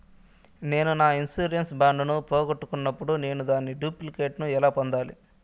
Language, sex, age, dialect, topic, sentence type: Telugu, male, 18-24, Southern, banking, question